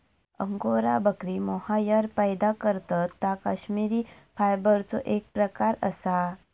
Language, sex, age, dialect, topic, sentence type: Marathi, female, 25-30, Southern Konkan, agriculture, statement